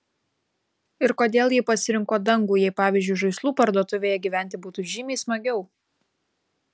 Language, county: Lithuanian, Kaunas